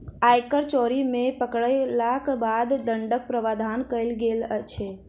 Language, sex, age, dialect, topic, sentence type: Maithili, female, 51-55, Southern/Standard, banking, statement